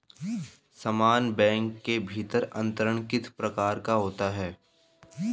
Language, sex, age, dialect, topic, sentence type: Hindi, male, 31-35, Marwari Dhudhari, banking, question